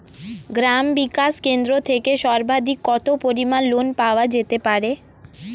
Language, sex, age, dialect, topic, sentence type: Bengali, female, 18-24, Standard Colloquial, banking, question